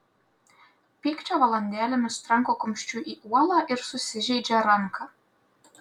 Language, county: Lithuanian, Klaipėda